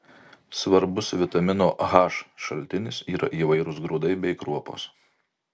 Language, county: Lithuanian, Marijampolė